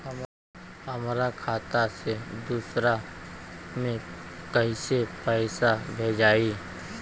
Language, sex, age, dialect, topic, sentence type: Bhojpuri, male, 18-24, Western, banking, question